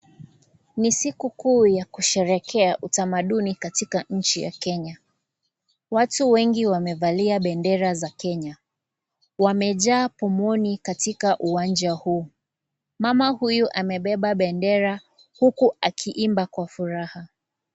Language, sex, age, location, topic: Swahili, female, 25-35, Kisii, government